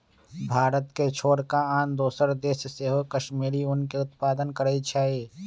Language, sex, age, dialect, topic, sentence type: Magahi, male, 25-30, Western, agriculture, statement